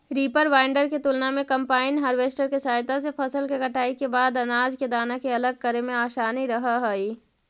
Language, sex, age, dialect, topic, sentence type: Magahi, female, 51-55, Central/Standard, banking, statement